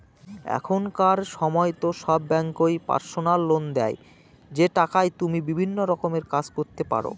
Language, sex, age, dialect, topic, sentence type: Bengali, male, 31-35, Northern/Varendri, banking, statement